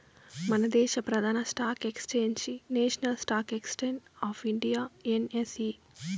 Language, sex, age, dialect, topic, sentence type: Telugu, female, 18-24, Southern, banking, statement